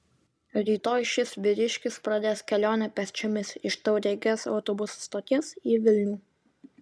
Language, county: Lithuanian, Vilnius